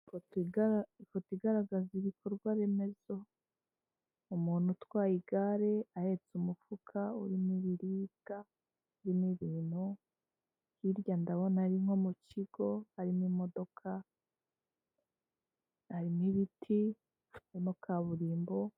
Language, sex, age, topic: Kinyarwanda, female, 25-35, government